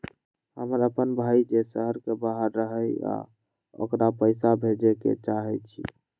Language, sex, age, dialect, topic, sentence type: Magahi, male, 18-24, Western, banking, statement